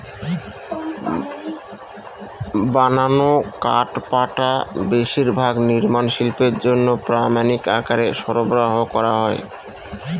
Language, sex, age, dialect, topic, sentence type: Bengali, male, 36-40, Northern/Varendri, agriculture, statement